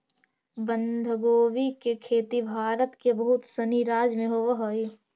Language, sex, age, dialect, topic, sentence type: Magahi, female, 18-24, Central/Standard, agriculture, statement